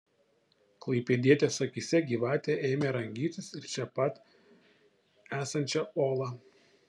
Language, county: Lithuanian, Šiauliai